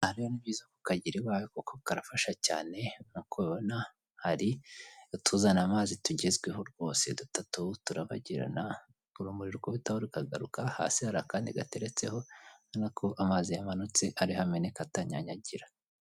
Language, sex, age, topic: Kinyarwanda, male, 25-35, finance